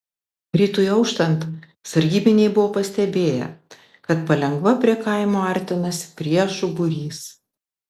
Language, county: Lithuanian, Vilnius